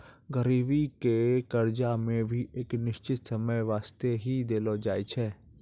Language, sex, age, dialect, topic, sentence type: Maithili, male, 56-60, Angika, banking, statement